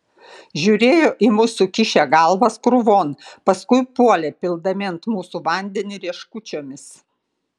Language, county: Lithuanian, Kaunas